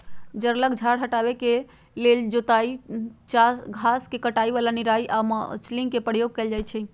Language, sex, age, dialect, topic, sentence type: Magahi, female, 56-60, Western, agriculture, statement